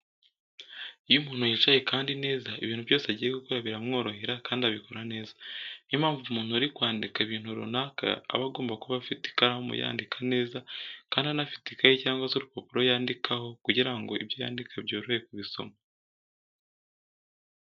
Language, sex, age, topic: Kinyarwanda, male, 18-24, education